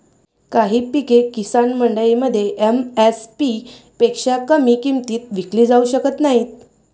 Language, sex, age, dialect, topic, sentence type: Marathi, female, 18-24, Varhadi, agriculture, statement